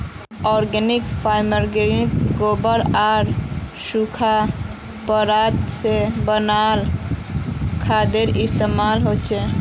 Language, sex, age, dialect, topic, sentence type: Magahi, female, 18-24, Northeastern/Surjapuri, agriculture, statement